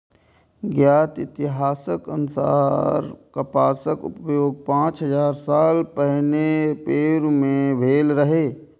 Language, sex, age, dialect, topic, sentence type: Maithili, male, 18-24, Eastern / Thethi, agriculture, statement